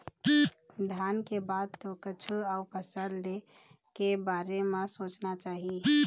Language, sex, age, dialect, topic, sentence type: Chhattisgarhi, female, 25-30, Eastern, agriculture, statement